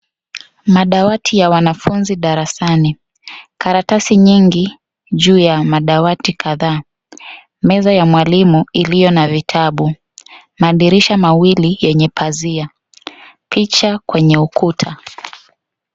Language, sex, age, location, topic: Swahili, female, 25-35, Kisii, education